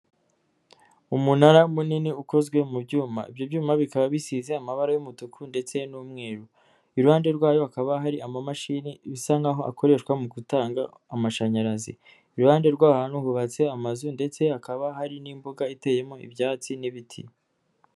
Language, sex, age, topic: Kinyarwanda, male, 25-35, government